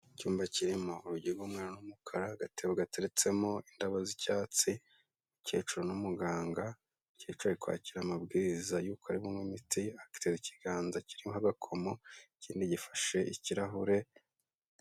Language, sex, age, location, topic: Kinyarwanda, male, 25-35, Kigali, health